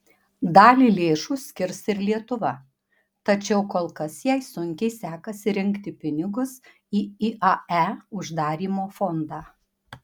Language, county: Lithuanian, Panevėžys